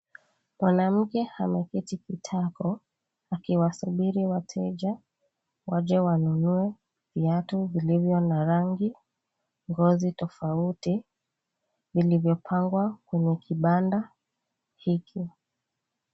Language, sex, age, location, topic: Swahili, female, 25-35, Mombasa, finance